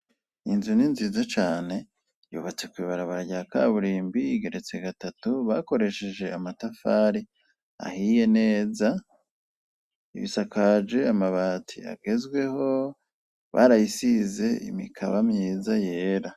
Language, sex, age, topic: Rundi, male, 36-49, education